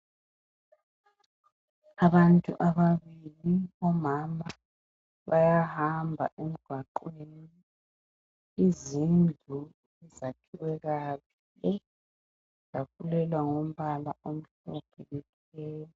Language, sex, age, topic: North Ndebele, female, 50+, education